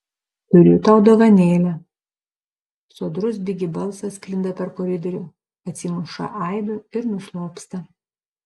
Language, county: Lithuanian, Panevėžys